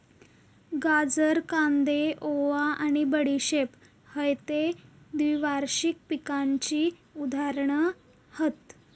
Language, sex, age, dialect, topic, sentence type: Marathi, female, 18-24, Southern Konkan, agriculture, statement